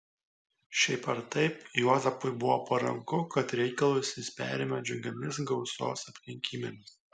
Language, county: Lithuanian, Kaunas